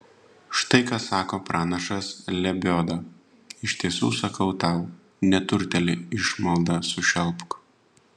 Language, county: Lithuanian, Panevėžys